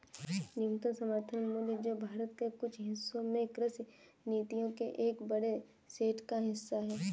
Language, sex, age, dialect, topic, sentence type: Hindi, female, 18-24, Kanauji Braj Bhasha, agriculture, statement